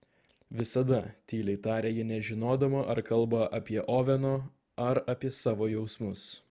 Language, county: Lithuanian, Vilnius